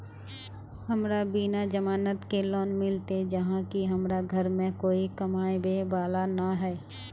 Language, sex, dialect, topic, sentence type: Magahi, female, Northeastern/Surjapuri, banking, question